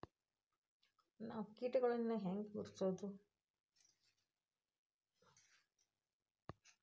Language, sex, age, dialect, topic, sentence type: Kannada, female, 51-55, Dharwad Kannada, agriculture, statement